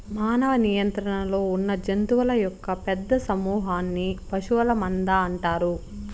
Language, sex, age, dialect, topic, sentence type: Telugu, female, 25-30, Southern, agriculture, statement